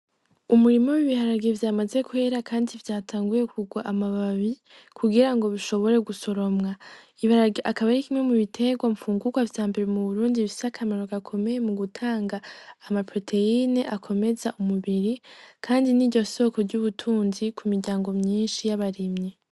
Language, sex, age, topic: Rundi, female, 18-24, agriculture